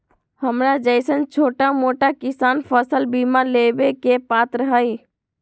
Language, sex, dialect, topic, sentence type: Magahi, female, Western, agriculture, question